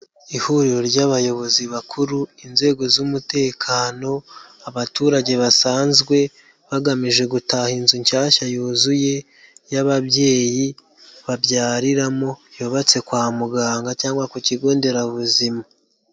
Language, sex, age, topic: Kinyarwanda, male, 25-35, health